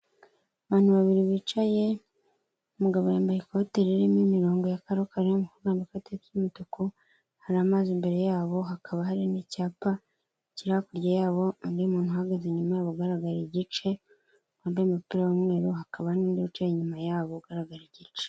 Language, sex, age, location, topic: Kinyarwanda, male, 36-49, Kigali, government